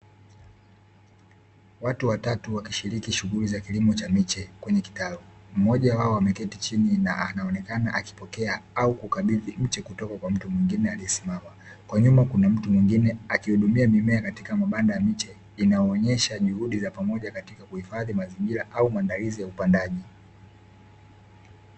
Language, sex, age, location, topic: Swahili, male, 18-24, Dar es Salaam, agriculture